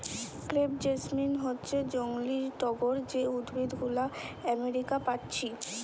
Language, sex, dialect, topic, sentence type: Bengali, female, Western, agriculture, statement